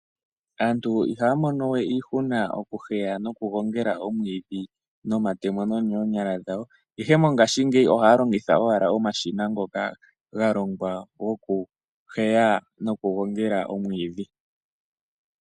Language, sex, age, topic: Oshiwambo, male, 18-24, agriculture